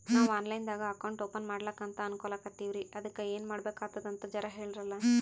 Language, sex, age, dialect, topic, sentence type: Kannada, male, 25-30, Northeastern, banking, question